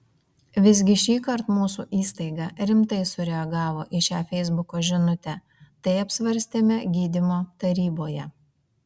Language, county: Lithuanian, Vilnius